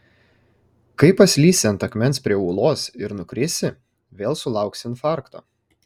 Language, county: Lithuanian, Kaunas